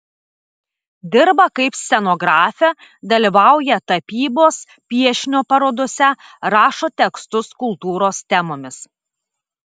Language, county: Lithuanian, Telšiai